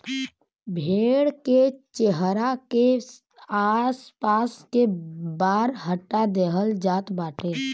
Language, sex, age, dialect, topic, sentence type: Bhojpuri, male, 18-24, Western, agriculture, statement